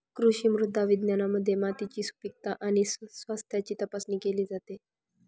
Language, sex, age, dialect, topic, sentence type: Marathi, male, 18-24, Northern Konkan, agriculture, statement